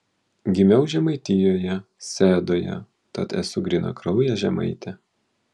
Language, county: Lithuanian, Vilnius